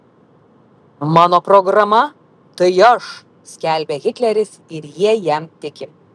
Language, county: Lithuanian, Vilnius